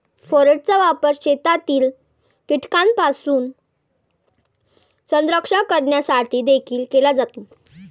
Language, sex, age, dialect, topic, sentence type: Marathi, female, 18-24, Varhadi, agriculture, statement